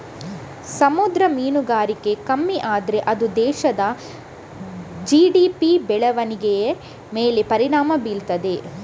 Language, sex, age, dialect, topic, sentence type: Kannada, female, 18-24, Coastal/Dakshin, agriculture, statement